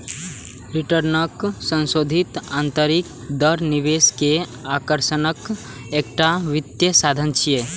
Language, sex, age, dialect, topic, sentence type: Maithili, male, 18-24, Eastern / Thethi, banking, statement